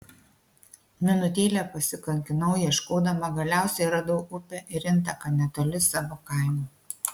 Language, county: Lithuanian, Kaunas